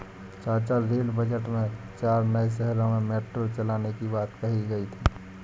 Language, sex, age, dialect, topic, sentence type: Hindi, male, 60-100, Awadhi Bundeli, banking, statement